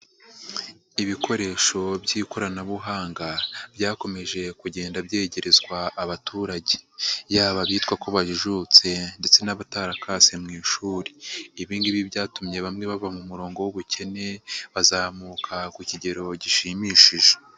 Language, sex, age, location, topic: Kinyarwanda, male, 50+, Nyagatare, agriculture